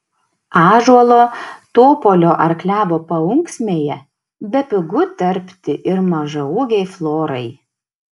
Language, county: Lithuanian, Šiauliai